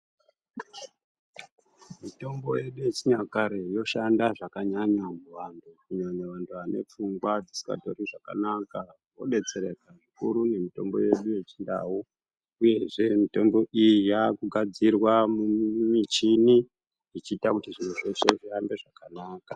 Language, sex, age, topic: Ndau, male, 50+, health